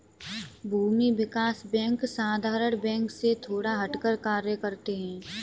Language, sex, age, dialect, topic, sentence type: Hindi, female, 18-24, Kanauji Braj Bhasha, banking, statement